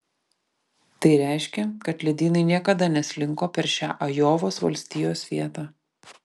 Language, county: Lithuanian, Vilnius